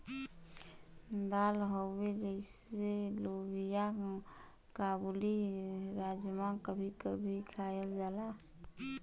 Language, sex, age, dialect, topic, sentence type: Bhojpuri, female, 25-30, Western, agriculture, statement